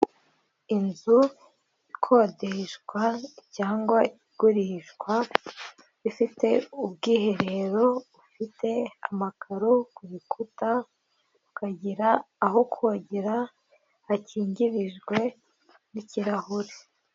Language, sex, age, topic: Kinyarwanda, female, 18-24, finance